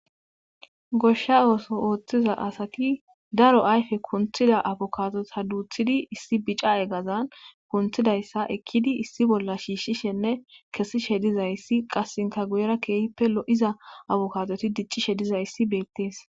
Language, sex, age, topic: Gamo, female, 25-35, agriculture